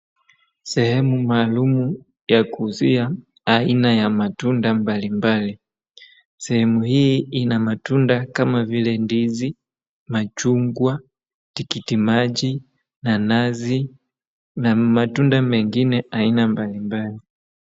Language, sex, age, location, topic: Swahili, male, 25-35, Wajir, finance